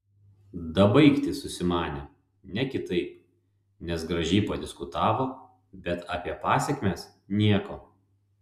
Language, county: Lithuanian, Panevėžys